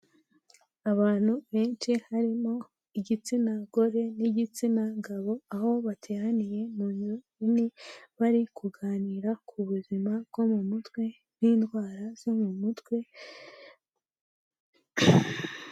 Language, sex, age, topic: Kinyarwanda, female, 18-24, health